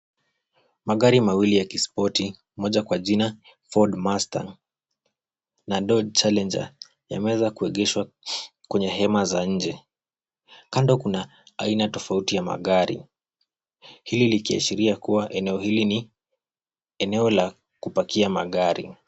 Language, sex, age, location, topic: Swahili, male, 18-24, Kisumu, finance